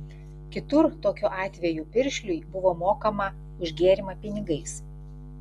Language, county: Lithuanian, Klaipėda